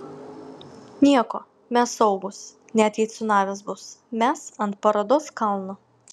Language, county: Lithuanian, Vilnius